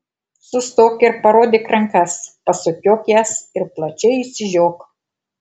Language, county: Lithuanian, Kaunas